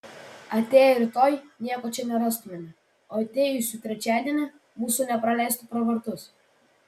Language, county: Lithuanian, Vilnius